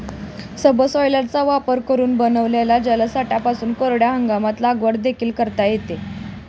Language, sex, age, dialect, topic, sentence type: Marathi, female, 18-24, Standard Marathi, agriculture, statement